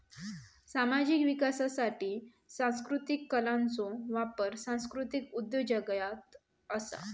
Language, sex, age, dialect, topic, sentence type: Marathi, female, 31-35, Southern Konkan, banking, statement